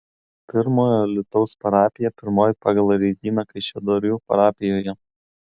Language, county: Lithuanian, Kaunas